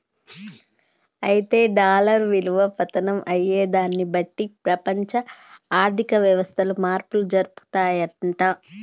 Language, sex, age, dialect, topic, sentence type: Telugu, female, 31-35, Telangana, banking, statement